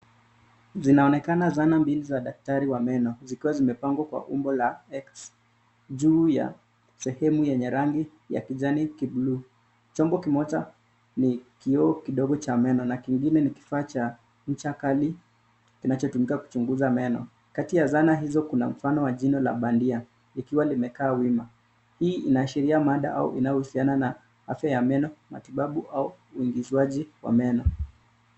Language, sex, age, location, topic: Swahili, male, 25-35, Nairobi, health